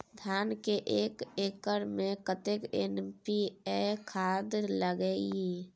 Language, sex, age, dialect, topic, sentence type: Maithili, female, 18-24, Bajjika, agriculture, question